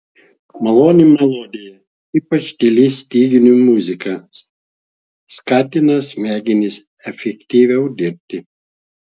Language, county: Lithuanian, Klaipėda